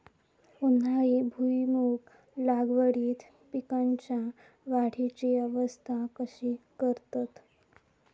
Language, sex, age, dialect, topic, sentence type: Marathi, female, 18-24, Southern Konkan, agriculture, question